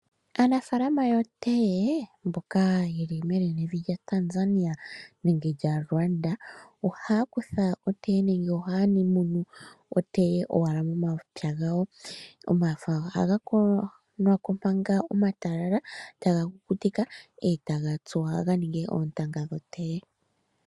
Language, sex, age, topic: Oshiwambo, female, 25-35, agriculture